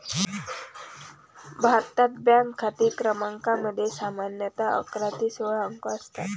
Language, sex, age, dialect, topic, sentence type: Marathi, female, 18-24, Varhadi, banking, statement